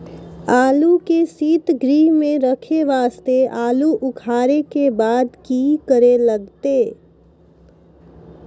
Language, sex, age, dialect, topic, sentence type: Maithili, female, 41-45, Angika, agriculture, question